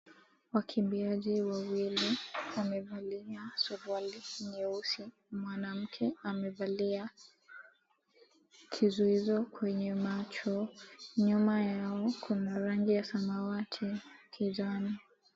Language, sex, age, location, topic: Swahili, female, 18-24, Mombasa, education